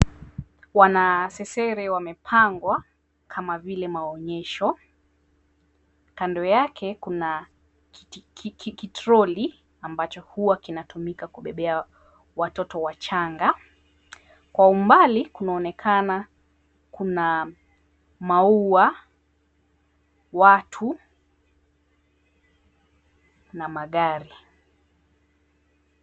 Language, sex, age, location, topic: Swahili, female, 25-35, Mombasa, government